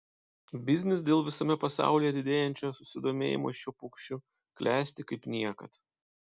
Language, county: Lithuanian, Panevėžys